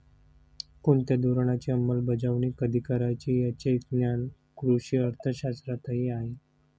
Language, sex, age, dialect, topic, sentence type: Marathi, male, 31-35, Standard Marathi, banking, statement